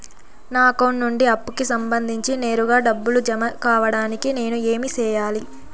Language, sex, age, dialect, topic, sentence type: Telugu, female, 18-24, Southern, banking, question